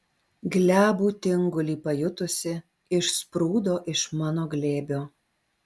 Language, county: Lithuanian, Alytus